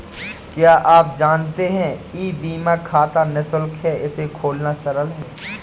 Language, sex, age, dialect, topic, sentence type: Hindi, female, 18-24, Awadhi Bundeli, banking, statement